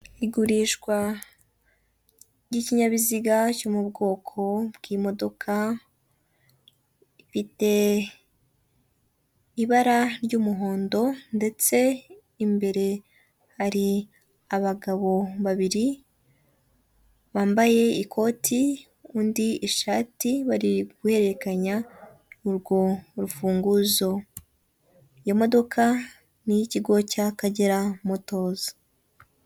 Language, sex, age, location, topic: Kinyarwanda, female, 18-24, Kigali, finance